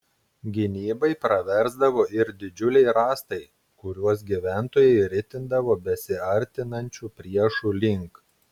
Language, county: Lithuanian, Klaipėda